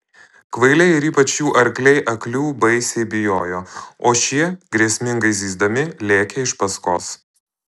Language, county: Lithuanian, Alytus